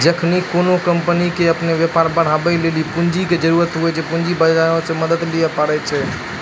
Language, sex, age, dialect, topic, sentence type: Maithili, male, 18-24, Angika, banking, statement